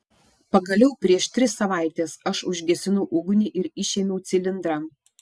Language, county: Lithuanian, Šiauliai